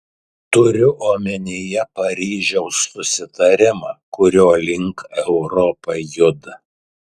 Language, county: Lithuanian, Tauragė